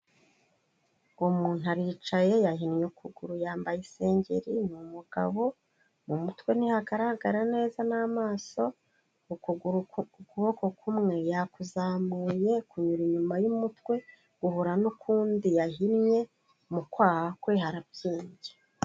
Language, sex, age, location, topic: Kinyarwanda, female, 36-49, Kigali, health